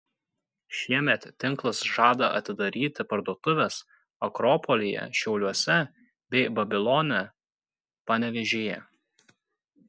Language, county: Lithuanian, Kaunas